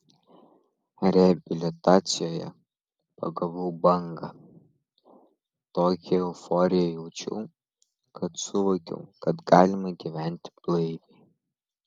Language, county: Lithuanian, Vilnius